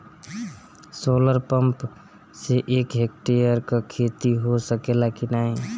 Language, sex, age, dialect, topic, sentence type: Bhojpuri, male, 25-30, Northern, agriculture, question